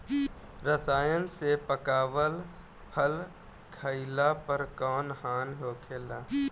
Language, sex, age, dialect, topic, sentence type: Bhojpuri, male, 18-24, Northern, agriculture, question